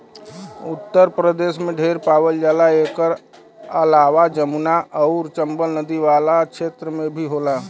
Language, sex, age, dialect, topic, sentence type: Bhojpuri, male, 36-40, Western, agriculture, statement